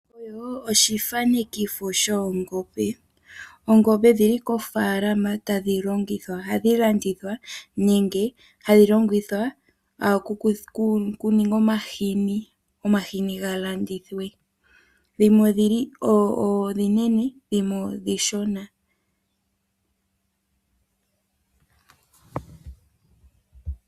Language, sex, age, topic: Oshiwambo, female, 18-24, agriculture